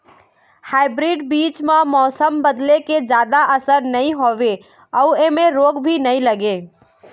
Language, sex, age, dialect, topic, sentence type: Chhattisgarhi, female, 41-45, Eastern, agriculture, statement